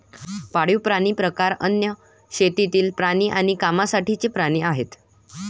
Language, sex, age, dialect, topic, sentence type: Marathi, male, 18-24, Varhadi, agriculture, statement